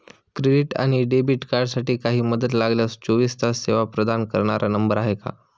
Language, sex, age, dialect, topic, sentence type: Marathi, male, 25-30, Standard Marathi, banking, question